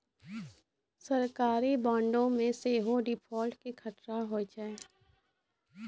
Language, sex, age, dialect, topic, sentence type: Maithili, female, 25-30, Angika, banking, statement